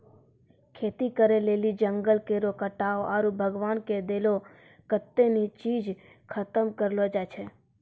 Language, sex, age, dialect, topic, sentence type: Maithili, female, 18-24, Angika, agriculture, statement